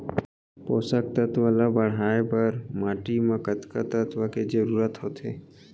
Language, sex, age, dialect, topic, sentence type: Chhattisgarhi, male, 18-24, Central, agriculture, question